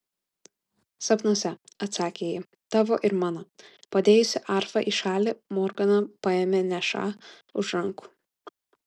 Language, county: Lithuanian, Kaunas